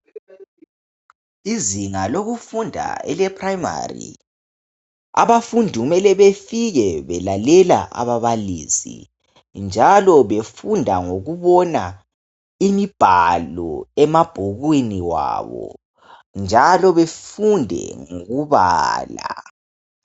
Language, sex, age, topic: North Ndebele, male, 18-24, education